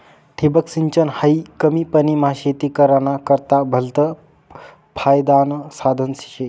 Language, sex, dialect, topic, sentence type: Marathi, male, Northern Konkan, agriculture, statement